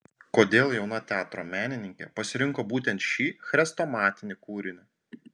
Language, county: Lithuanian, Panevėžys